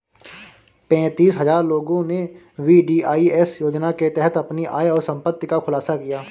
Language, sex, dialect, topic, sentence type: Hindi, male, Marwari Dhudhari, banking, statement